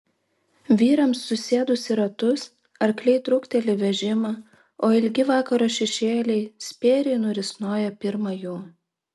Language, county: Lithuanian, Vilnius